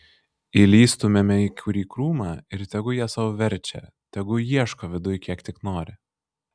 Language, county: Lithuanian, Vilnius